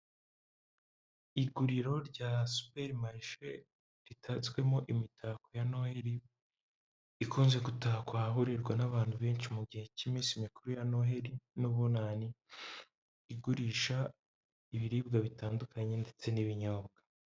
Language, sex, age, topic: Kinyarwanda, male, 25-35, finance